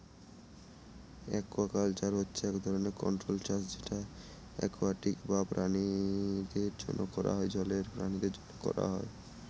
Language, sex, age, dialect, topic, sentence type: Bengali, male, 18-24, Northern/Varendri, agriculture, statement